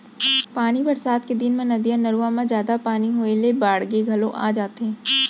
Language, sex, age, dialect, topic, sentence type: Chhattisgarhi, female, 25-30, Central, agriculture, statement